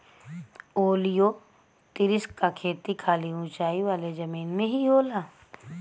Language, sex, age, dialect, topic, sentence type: Bhojpuri, female, 31-35, Western, agriculture, statement